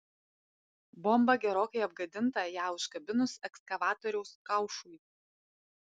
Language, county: Lithuanian, Panevėžys